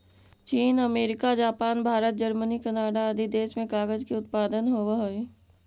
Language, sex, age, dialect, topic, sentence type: Magahi, female, 18-24, Central/Standard, banking, statement